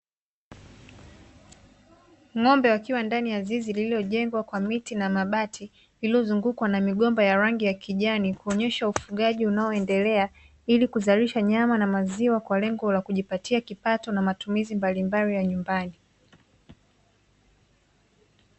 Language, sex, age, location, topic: Swahili, female, 25-35, Dar es Salaam, agriculture